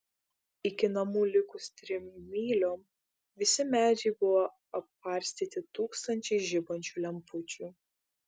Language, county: Lithuanian, Šiauliai